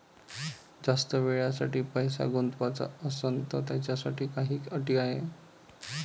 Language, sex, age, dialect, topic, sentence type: Marathi, male, 31-35, Varhadi, banking, question